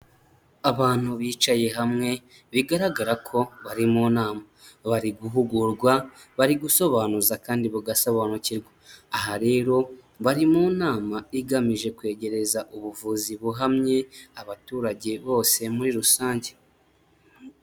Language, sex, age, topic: Kinyarwanda, male, 18-24, health